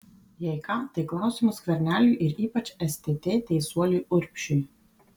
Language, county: Lithuanian, Vilnius